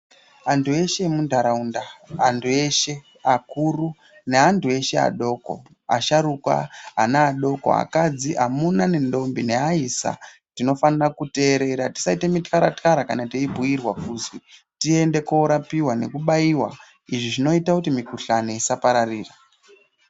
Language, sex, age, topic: Ndau, female, 36-49, health